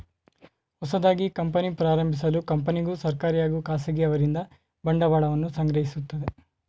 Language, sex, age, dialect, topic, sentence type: Kannada, male, 18-24, Mysore Kannada, banking, statement